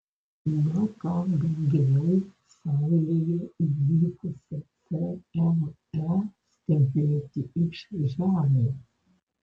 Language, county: Lithuanian, Alytus